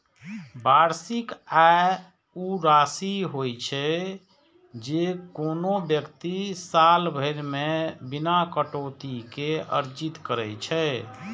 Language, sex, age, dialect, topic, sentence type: Maithili, male, 46-50, Eastern / Thethi, banking, statement